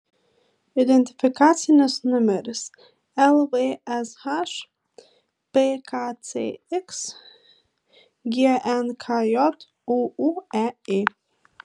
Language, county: Lithuanian, Marijampolė